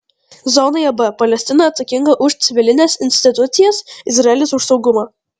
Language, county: Lithuanian, Vilnius